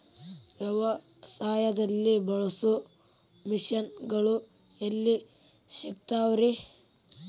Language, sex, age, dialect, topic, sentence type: Kannada, male, 18-24, Dharwad Kannada, agriculture, question